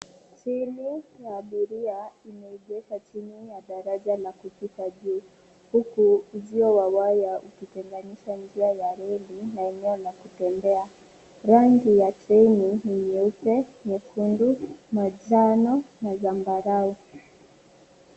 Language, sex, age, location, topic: Swahili, female, 25-35, Nairobi, government